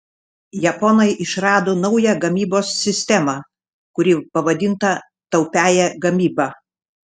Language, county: Lithuanian, Šiauliai